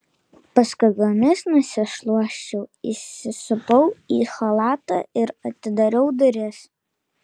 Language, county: Lithuanian, Kaunas